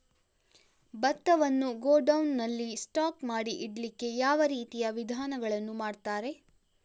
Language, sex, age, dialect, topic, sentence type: Kannada, female, 56-60, Coastal/Dakshin, agriculture, question